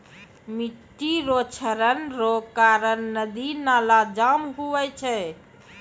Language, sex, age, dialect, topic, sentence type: Maithili, female, 36-40, Angika, agriculture, statement